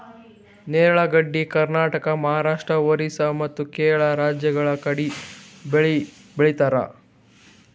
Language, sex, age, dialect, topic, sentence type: Kannada, male, 18-24, Northeastern, agriculture, statement